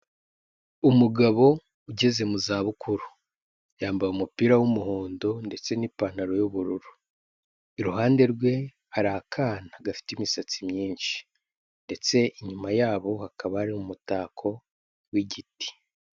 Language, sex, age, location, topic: Kinyarwanda, male, 18-24, Kigali, health